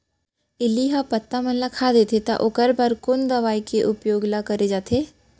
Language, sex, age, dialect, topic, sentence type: Chhattisgarhi, female, 18-24, Central, agriculture, question